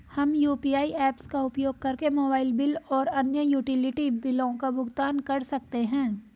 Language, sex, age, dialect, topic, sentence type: Hindi, female, 18-24, Hindustani Malvi Khadi Boli, banking, statement